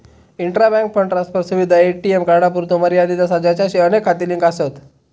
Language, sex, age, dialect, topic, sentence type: Marathi, male, 18-24, Southern Konkan, banking, statement